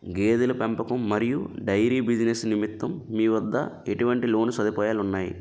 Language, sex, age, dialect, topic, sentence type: Telugu, male, 25-30, Utterandhra, banking, question